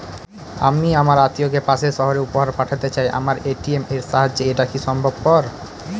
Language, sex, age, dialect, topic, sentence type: Bengali, male, 18-24, Northern/Varendri, banking, question